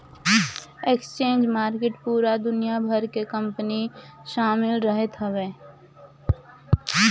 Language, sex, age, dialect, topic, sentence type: Bhojpuri, female, 18-24, Northern, banking, statement